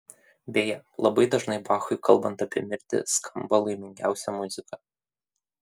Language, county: Lithuanian, Kaunas